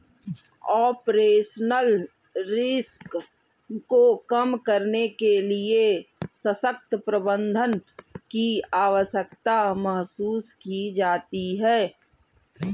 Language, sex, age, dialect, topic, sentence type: Hindi, male, 41-45, Kanauji Braj Bhasha, banking, statement